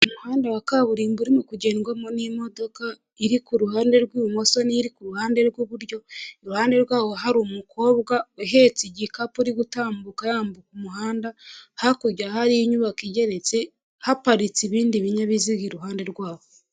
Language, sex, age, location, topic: Kinyarwanda, female, 25-35, Huye, government